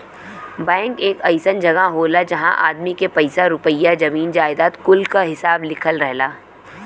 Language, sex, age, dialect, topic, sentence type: Bhojpuri, female, 25-30, Western, banking, statement